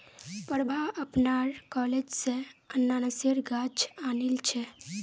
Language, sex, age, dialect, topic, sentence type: Magahi, female, 18-24, Northeastern/Surjapuri, agriculture, statement